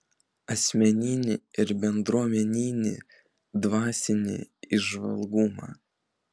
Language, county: Lithuanian, Vilnius